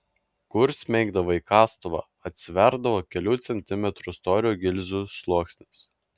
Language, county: Lithuanian, Klaipėda